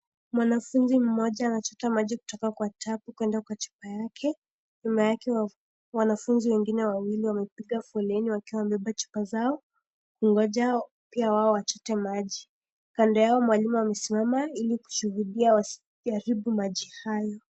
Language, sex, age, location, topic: Swahili, female, 18-24, Kisii, health